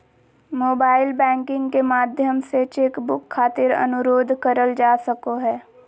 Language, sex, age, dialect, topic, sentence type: Magahi, female, 25-30, Southern, banking, statement